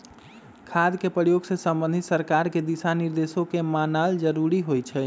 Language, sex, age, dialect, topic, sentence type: Magahi, male, 25-30, Western, agriculture, statement